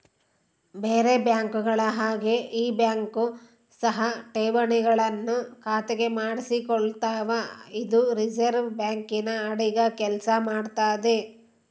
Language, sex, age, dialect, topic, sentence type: Kannada, female, 36-40, Central, banking, statement